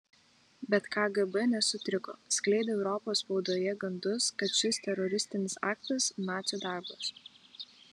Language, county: Lithuanian, Vilnius